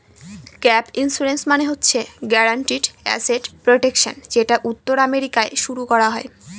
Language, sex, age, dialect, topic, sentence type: Bengali, female, 18-24, Northern/Varendri, banking, statement